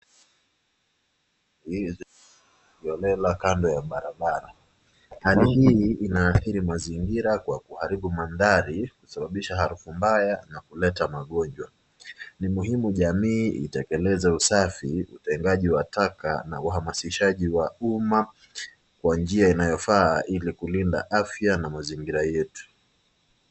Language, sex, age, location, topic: Swahili, male, 25-35, Nakuru, government